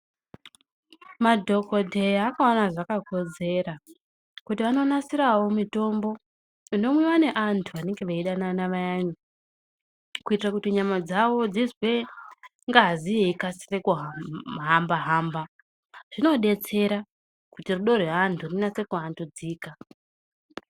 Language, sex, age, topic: Ndau, male, 25-35, health